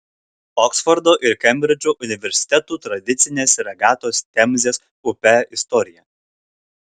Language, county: Lithuanian, Kaunas